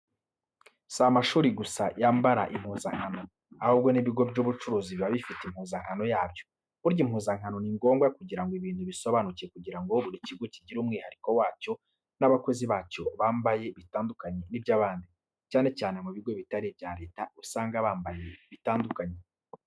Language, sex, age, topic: Kinyarwanda, male, 25-35, education